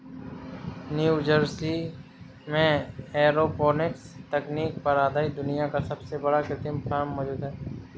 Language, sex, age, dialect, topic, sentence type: Hindi, male, 60-100, Awadhi Bundeli, agriculture, statement